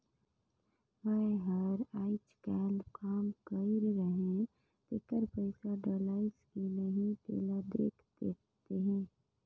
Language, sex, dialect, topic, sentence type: Chhattisgarhi, female, Northern/Bhandar, banking, question